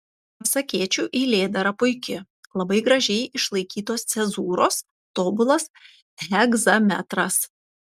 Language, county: Lithuanian, Panevėžys